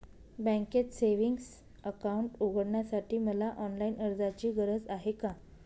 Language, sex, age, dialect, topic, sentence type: Marathi, female, 31-35, Northern Konkan, banking, question